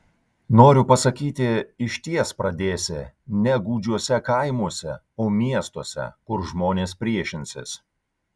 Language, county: Lithuanian, Kaunas